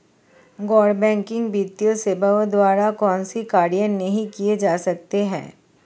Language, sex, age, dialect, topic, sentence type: Hindi, female, 31-35, Marwari Dhudhari, banking, question